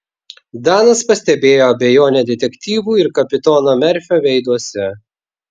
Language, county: Lithuanian, Vilnius